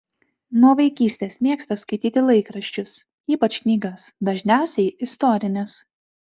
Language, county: Lithuanian, Tauragė